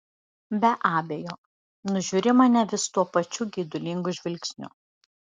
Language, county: Lithuanian, Šiauliai